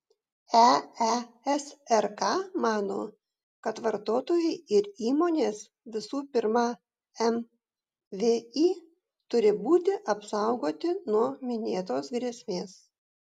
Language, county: Lithuanian, Vilnius